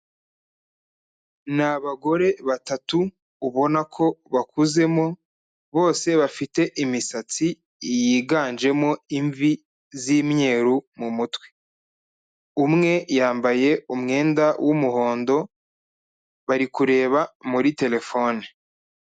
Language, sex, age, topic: Kinyarwanda, male, 25-35, health